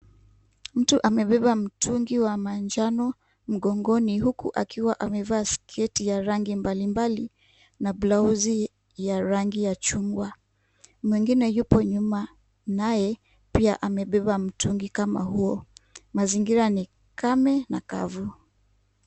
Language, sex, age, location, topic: Swahili, female, 25-35, Kisumu, health